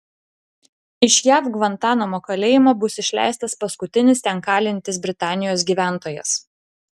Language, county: Lithuanian, Klaipėda